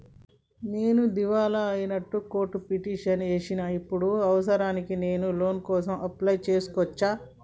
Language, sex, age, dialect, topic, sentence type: Telugu, female, 46-50, Telangana, banking, question